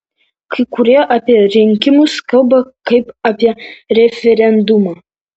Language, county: Lithuanian, Vilnius